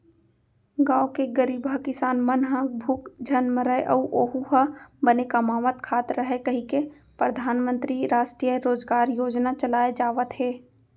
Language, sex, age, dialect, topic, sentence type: Chhattisgarhi, female, 18-24, Central, agriculture, statement